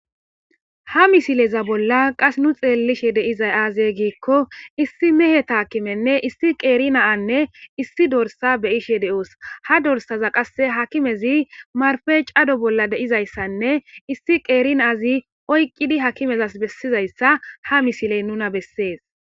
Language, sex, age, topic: Gamo, female, 18-24, agriculture